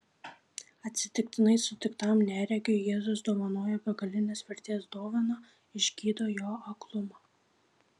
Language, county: Lithuanian, Šiauliai